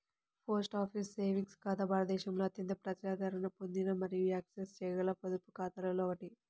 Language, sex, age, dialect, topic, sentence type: Telugu, male, 18-24, Central/Coastal, banking, statement